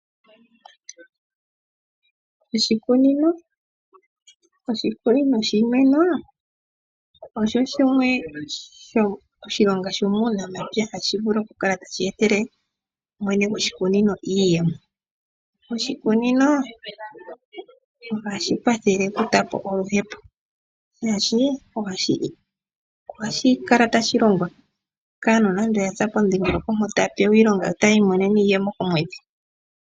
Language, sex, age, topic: Oshiwambo, female, 25-35, agriculture